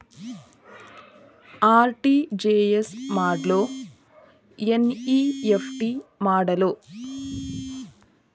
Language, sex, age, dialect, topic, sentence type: Kannada, female, 31-35, Dharwad Kannada, banking, question